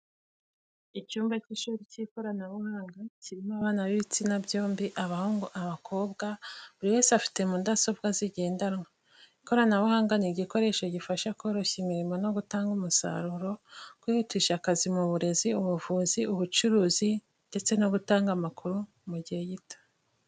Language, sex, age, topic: Kinyarwanda, female, 25-35, education